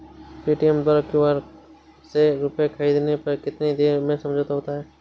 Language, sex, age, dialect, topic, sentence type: Hindi, male, 18-24, Awadhi Bundeli, banking, question